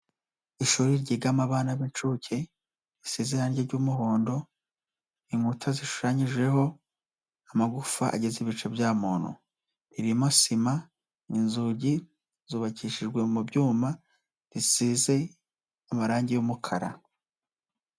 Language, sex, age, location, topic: Kinyarwanda, male, 18-24, Nyagatare, education